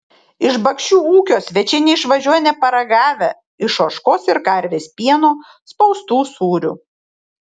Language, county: Lithuanian, Šiauliai